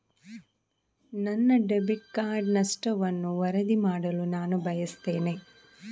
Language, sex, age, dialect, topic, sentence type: Kannada, female, 25-30, Coastal/Dakshin, banking, statement